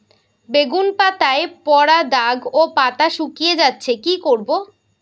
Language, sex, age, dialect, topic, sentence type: Bengali, female, 18-24, Rajbangshi, agriculture, question